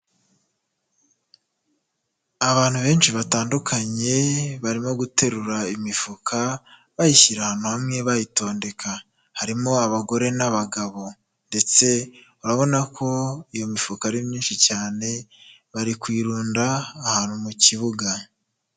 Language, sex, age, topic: Kinyarwanda, male, 25-35, health